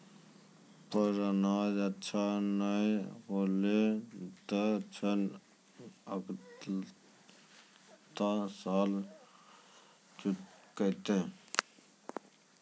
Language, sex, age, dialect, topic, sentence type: Maithili, male, 25-30, Angika, agriculture, statement